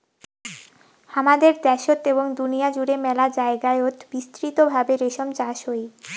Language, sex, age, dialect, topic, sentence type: Bengali, female, 18-24, Rajbangshi, agriculture, statement